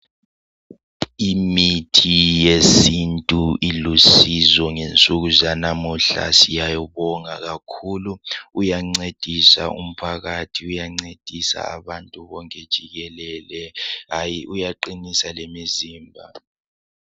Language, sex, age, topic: North Ndebele, male, 18-24, health